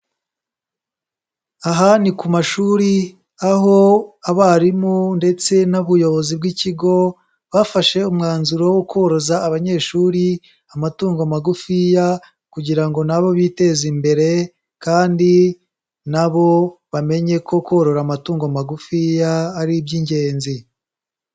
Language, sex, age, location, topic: Kinyarwanda, male, 18-24, Kigali, education